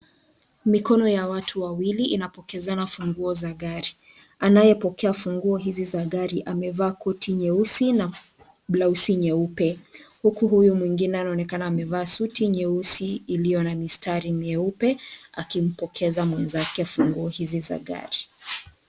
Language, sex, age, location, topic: Swahili, female, 25-35, Kisii, finance